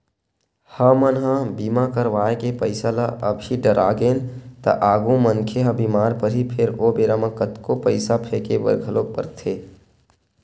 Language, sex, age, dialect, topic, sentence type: Chhattisgarhi, male, 18-24, Western/Budati/Khatahi, banking, statement